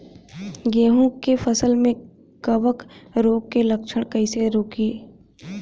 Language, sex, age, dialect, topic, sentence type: Bhojpuri, female, 18-24, Southern / Standard, agriculture, question